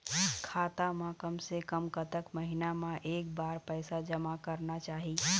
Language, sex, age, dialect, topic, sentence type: Chhattisgarhi, female, 36-40, Eastern, banking, question